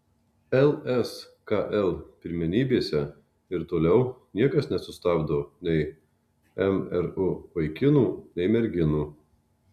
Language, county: Lithuanian, Marijampolė